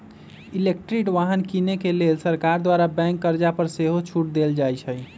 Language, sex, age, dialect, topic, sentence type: Magahi, male, 25-30, Western, banking, statement